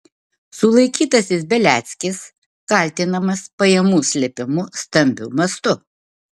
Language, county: Lithuanian, Vilnius